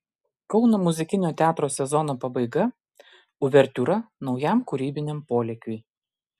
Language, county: Lithuanian, Klaipėda